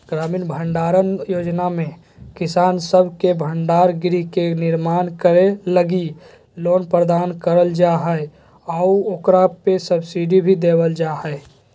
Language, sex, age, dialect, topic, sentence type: Magahi, male, 56-60, Southern, agriculture, statement